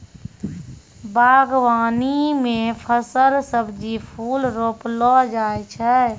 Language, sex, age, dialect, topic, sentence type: Maithili, female, 25-30, Angika, agriculture, statement